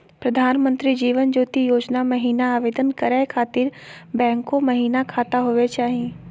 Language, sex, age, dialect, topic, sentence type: Magahi, female, 25-30, Southern, banking, question